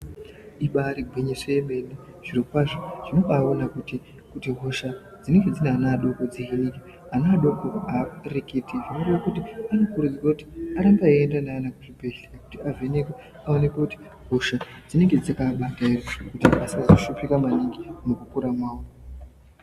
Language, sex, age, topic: Ndau, female, 18-24, health